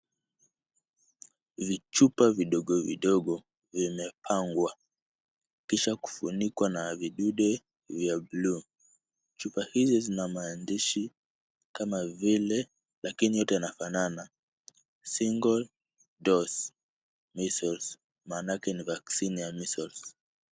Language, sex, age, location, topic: Swahili, male, 18-24, Kisumu, health